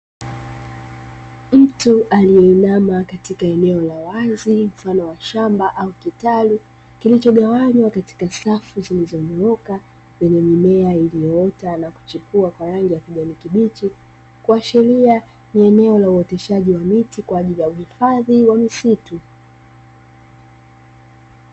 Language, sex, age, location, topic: Swahili, female, 25-35, Dar es Salaam, agriculture